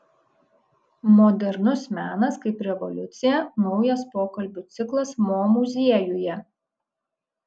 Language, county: Lithuanian, Kaunas